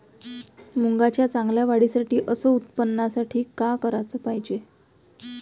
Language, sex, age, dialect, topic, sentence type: Marathi, female, 18-24, Varhadi, agriculture, question